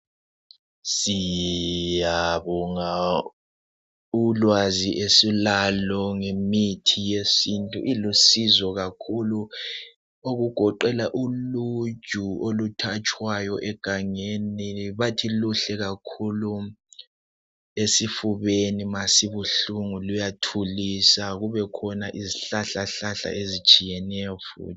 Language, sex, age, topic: North Ndebele, male, 18-24, health